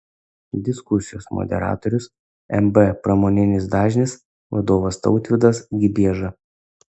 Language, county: Lithuanian, Kaunas